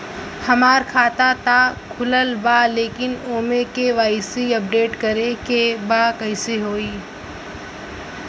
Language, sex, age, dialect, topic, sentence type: Bhojpuri, female, <18, Western, banking, question